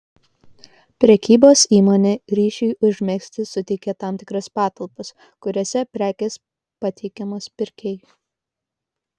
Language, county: Lithuanian, Kaunas